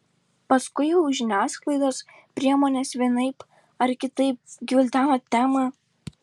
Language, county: Lithuanian, Šiauliai